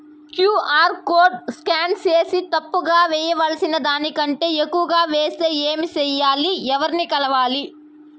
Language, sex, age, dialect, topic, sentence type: Telugu, female, 25-30, Southern, banking, question